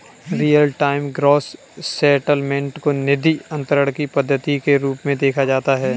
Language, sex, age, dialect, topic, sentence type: Hindi, male, 18-24, Kanauji Braj Bhasha, banking, statement